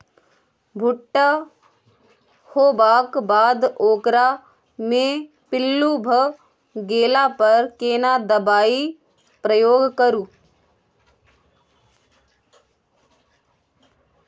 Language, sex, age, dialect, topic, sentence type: Maithili, female, 25-30, Bajjika, agriculture, question